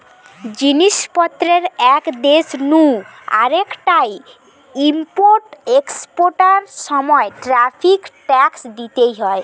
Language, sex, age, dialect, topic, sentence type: Bengali, female, 18-24, Western, banking, statement